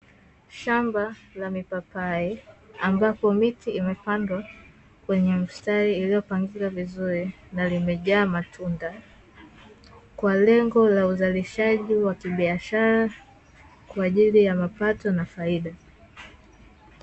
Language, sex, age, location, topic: Swahili, female, 18-24, Dar es Salaam, agriculture